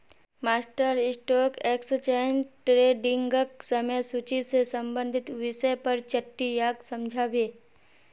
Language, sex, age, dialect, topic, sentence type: Magahi, female, 46-50, Northeastern/Surjapuri, banking, statement